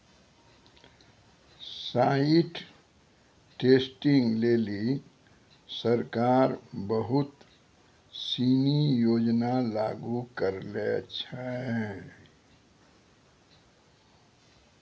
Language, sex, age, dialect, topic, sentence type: Maithili, male, 60-100, Angika, agriculture, statement